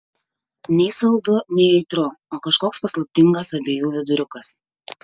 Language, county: Lithuanian, Kaunas